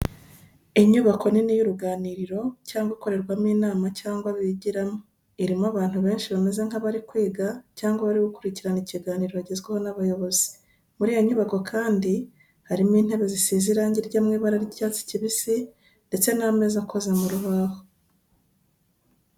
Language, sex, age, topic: Kinyarwanda, female, 36-49, education